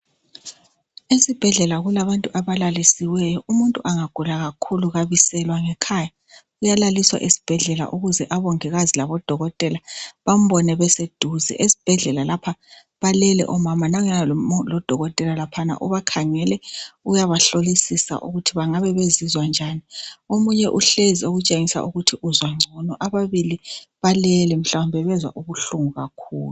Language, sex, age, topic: North Ndebele, female, 36-49, health